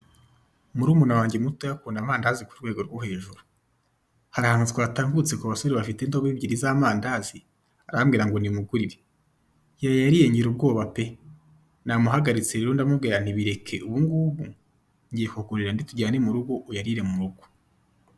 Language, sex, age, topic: Kinyarwanda, male, 25-35, finance